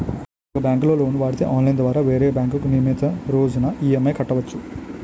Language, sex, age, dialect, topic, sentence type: Telugu, male, 18-24, Utterandhra, banking, statement